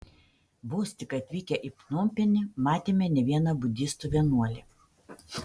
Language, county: Lithuanian, Panevėžys